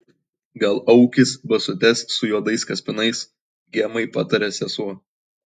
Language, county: Lithuanian, Kaunas